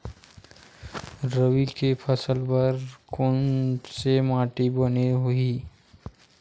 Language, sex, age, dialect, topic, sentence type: Chhattisgarhi, male, 41-45, Western/Budati/Khatahi, agriculture, question